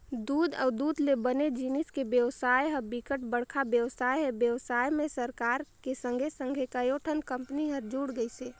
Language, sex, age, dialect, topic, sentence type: Chhattisgarhi, female, 18-24, Northern/Bhandar, agriculture, statement